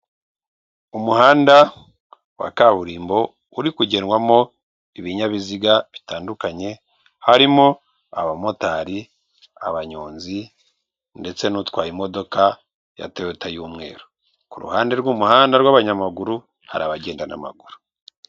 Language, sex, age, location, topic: Kinyarwanda, male, 36-49, Kigali, government